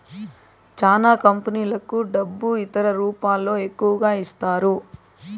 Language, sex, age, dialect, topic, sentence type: Telugu, female, 31-35, Southern, banking, statement